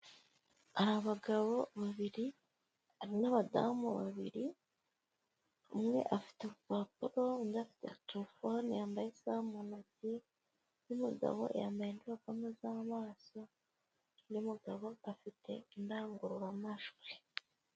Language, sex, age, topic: Kinyarwanda, female, 18-24, government